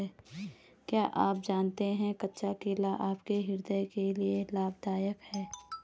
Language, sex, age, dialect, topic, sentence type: Hindi, female, 31-35, Garhwali, agriculture, statement